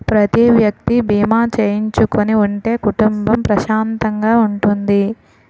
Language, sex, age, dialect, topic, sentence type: Telugu, female, 18-24, Utterandhra, banking, statement